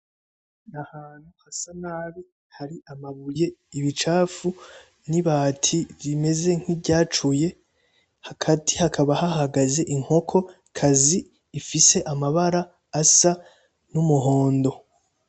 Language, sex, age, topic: Rundi, male, 18-24, agriculture